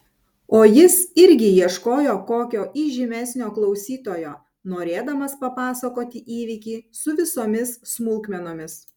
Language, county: Lithuanian, Panevėžys